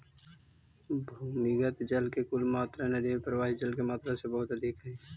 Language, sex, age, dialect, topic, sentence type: Magahi, male, 25-30, Central/Standard, banking, statement